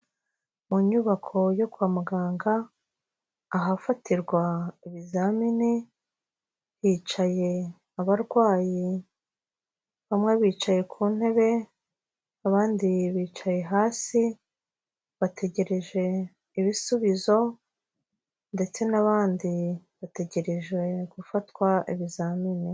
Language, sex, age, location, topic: Kinyarwanda, female, 36-49, Kigali, health